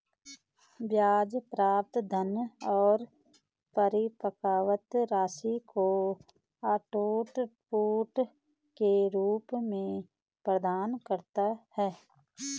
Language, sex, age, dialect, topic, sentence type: Hindi, female, 36-40, Garhwali, banking, statement